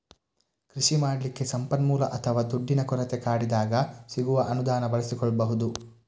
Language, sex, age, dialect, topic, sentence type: Kannada, male, 18-24, Coastal/Dakshin, agriculture, statement